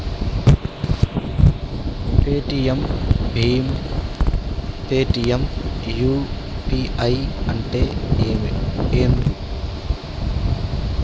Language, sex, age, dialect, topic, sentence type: Telugu, male, 31-35, Telangana, banking, question